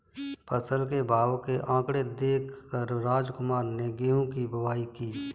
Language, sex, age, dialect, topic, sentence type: Hindi, female, 18-24, Kanauji Braj Bhasha, banking, statement